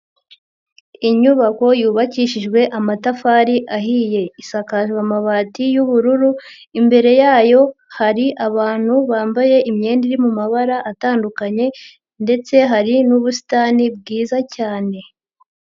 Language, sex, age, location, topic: Kinyarwanda, female, 50+, Nyagatare, education